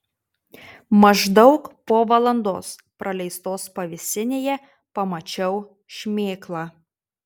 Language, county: Lithuanian, Tauragė